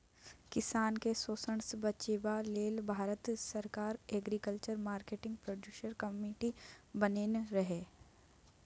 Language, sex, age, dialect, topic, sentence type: Maithili, female, 18-24, Bajjika, agriculture, statement